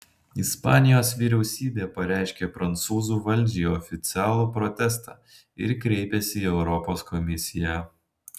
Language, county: Lithuanian, Panevėžys